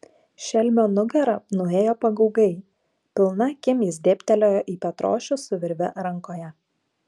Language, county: Lithuanian, Klaipėda